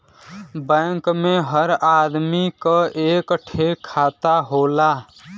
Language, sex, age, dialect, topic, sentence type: Bhojpuri, male, 18-24, Western, banking, statement